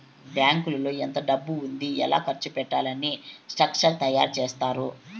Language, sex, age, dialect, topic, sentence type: Telugu, male, 56-60, Southern, banking, statement